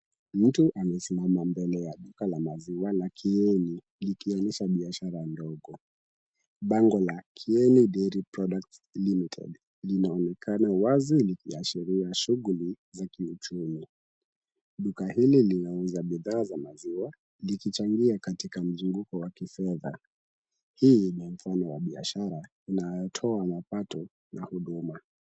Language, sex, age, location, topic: Swahili, male, 18-24, Kisumu, finance